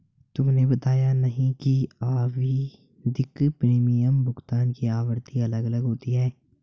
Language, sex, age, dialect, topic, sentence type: Hindi, male, 18-24, Marwari Dhudhari, banking, statement